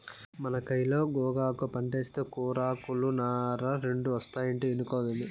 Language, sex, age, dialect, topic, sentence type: Telugu, male, 18-24, Southern, agriculture, statement